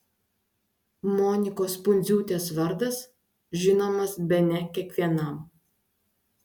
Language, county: Lithuanian, Klaipėda